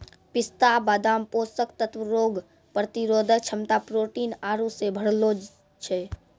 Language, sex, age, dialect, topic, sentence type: Maithili, male, 46-50, Angika, agriculture, statement